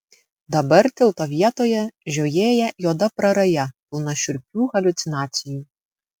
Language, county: Lithuanian, Vilnius